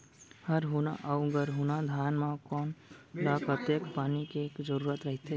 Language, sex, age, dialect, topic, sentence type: Chhattisgarhi, female, 18-24, Central, agriculture, question